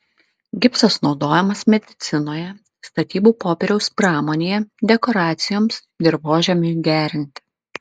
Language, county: Lithuanian, Klaipėda